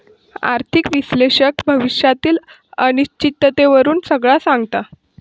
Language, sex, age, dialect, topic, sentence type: Marathi, female, 18-24, Southern Konkan, banking, statement